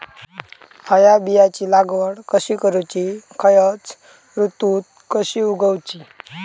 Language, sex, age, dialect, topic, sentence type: Marathi, male, 18-24, Southern Konkan, agriculture, question